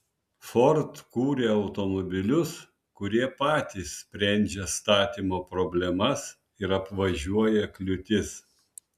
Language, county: Lithuanian, Vilnius